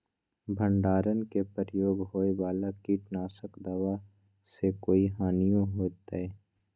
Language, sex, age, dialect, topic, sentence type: Magahi, male, 18-24, Western, agriculture, question